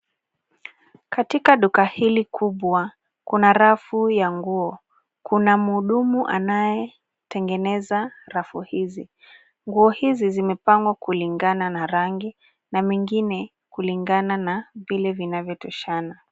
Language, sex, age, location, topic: Swahili, female, 25-35, Nairobi, finance